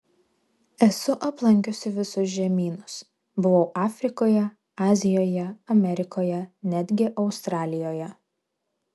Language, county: Lithuanian, Vilnius